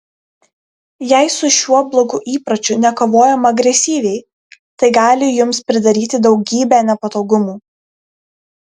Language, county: Lithuanian, Kaunas